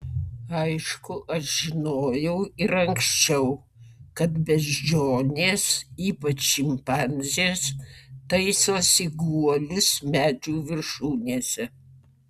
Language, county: Lithuanian, Vilnius